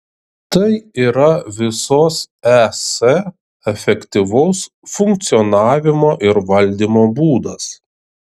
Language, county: Lithuanian, Šiauliai